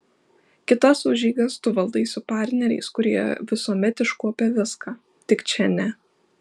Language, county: Lithuanian, Šiauliai